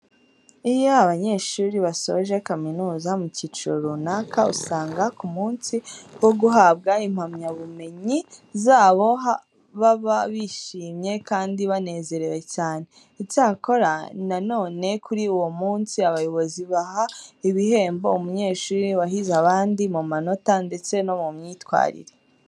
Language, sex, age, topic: Kinyarwanda, female, 18-24, education